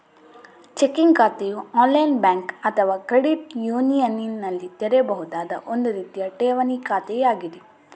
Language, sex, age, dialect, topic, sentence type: Kannada, female, 18-24, Coastal/Dakshin, banking, statement